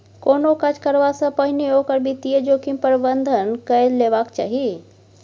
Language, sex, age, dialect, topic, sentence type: Maithili, female, 18-24, Bajjika, banking, statement